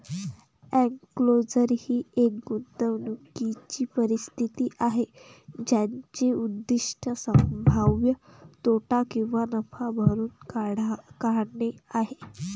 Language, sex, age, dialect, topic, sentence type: Marathi, female, 18-24, Varhadi, banking, statement